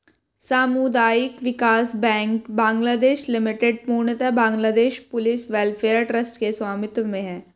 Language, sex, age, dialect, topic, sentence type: Hindi, female, 18-24, Hindustani Malvi Khadi Boli, banking, statement